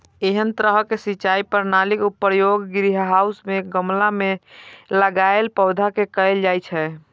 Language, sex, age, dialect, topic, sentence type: Maithili, male, 25-30, Eastern / Thethi, agriculture, statement